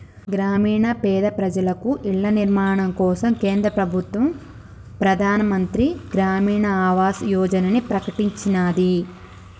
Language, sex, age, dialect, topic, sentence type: Telugu, female, 25-30, Telangana, banking, statement